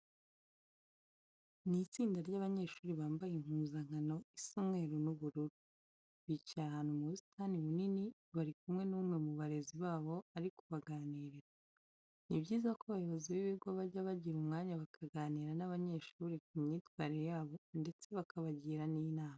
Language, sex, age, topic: Kinyarwanda, female, 25-35, education